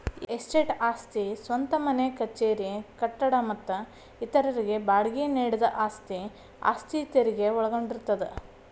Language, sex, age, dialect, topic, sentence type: Kannada, female, 31-35, Dharwad Kannada, banking, statement